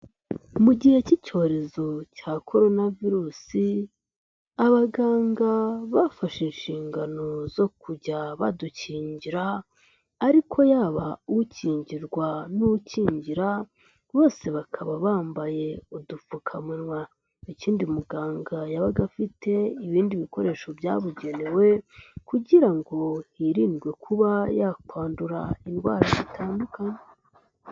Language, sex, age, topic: Kinyarwanda, male, 25-35, health